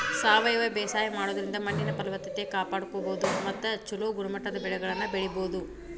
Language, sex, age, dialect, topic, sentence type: Kannada, female, 25-30, Dharwad Kannada, agriculture, statement